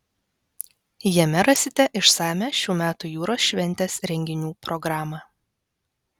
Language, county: Lithuanian, Vilnius